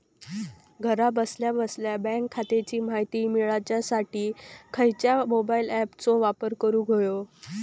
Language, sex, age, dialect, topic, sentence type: Marathi, female, 18-24, Southern Konkan, banking, question